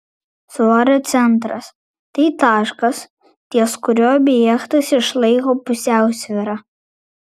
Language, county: Lithuanian, Vilnius